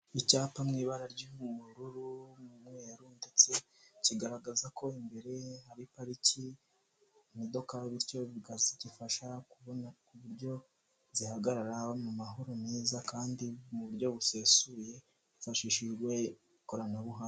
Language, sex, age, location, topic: Kinyarwanda, male, 18-24, Kigali, government